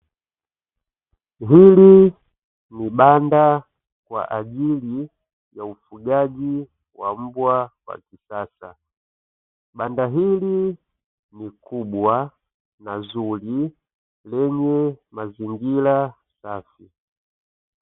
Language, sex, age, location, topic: Swahili, male, 25-35, Dar es Salaam, agriculture